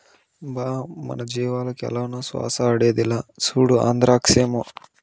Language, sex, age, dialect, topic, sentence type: Telugu, male, 18-24, Southern, agriculture, statement